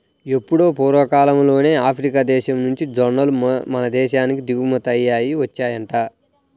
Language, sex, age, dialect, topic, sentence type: Telugu, male, 18-24, Central/Coastal, agriculture, statement